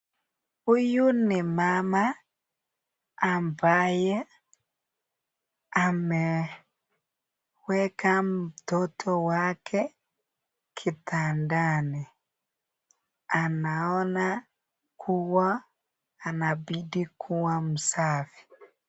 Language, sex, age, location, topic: Swahili, male, 18-24, Nakuru, health